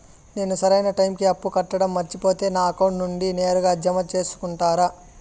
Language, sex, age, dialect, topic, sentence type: Telugu, male, 18-24, Southern, banking, question